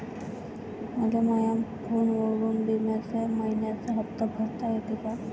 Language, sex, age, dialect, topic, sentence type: Marathi, female, 18-24, Varhadi, banking, question